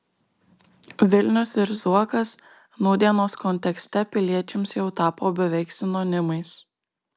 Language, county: Lithuanian, Marijampolė